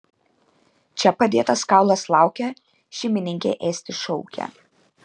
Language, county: Lithuanian, Kaunas